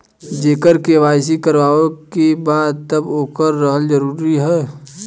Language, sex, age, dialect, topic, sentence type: Bhojpuri, male, 25-30, Western, banking, question